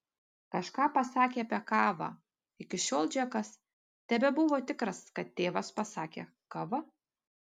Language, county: Lithuanian, Panevėžys